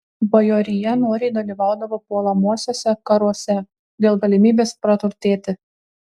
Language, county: Lithuanian, Kaunas